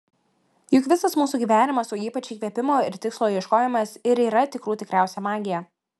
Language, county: Lithuanian, Klaipėda